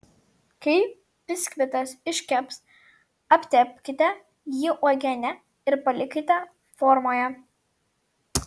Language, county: Lithuanian, Vilnius